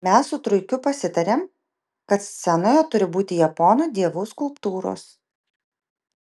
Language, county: Lithuanian, Vilnius